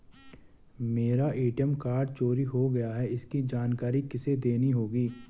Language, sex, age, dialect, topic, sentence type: Hindi, male, 18-24, Garhwali, banking, question